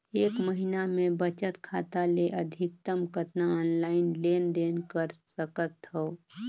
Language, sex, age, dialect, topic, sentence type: Chhattisgarhi, female, 25-30, Northern/Bhandar, banking, question